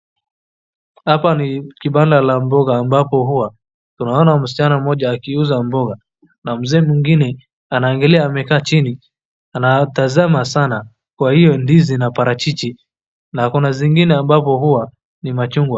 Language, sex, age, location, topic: Swahili, male, 36-49, Wajir, finance